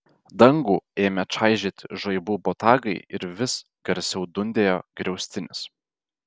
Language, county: Lithuanian, Vilnius